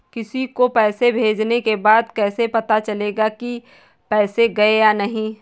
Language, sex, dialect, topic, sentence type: Hindi, female, Kanauji Braj Bhasha, banking, question